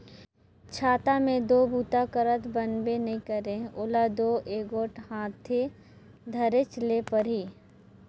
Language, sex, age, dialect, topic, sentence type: Chhattisgarhi, male, 56-60, Northern/Bhandar, agriculture, statement